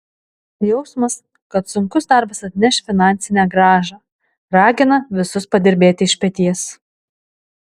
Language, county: Lithuanian, Alytus